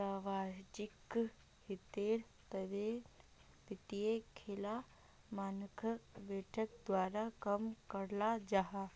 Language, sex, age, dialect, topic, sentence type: Magahi, female, 31-35, Northeastern/Surjapuri, banking, statement